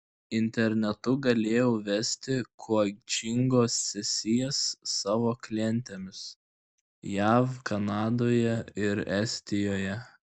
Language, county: Lithuanian, Klaipėda